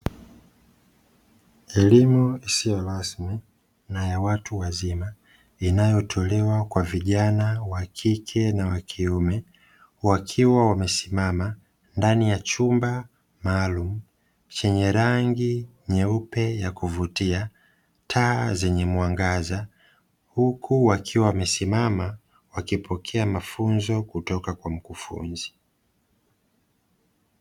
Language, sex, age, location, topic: Swahili, female, 18-24, Dar es Salaam, education